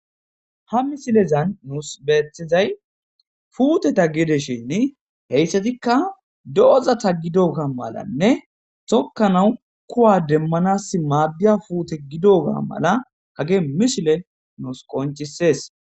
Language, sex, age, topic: Gamo, male, 18-24, agriculture